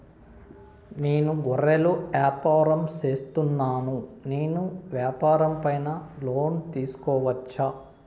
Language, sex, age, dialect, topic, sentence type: Telugu, male, 41-45, Southern, banking, question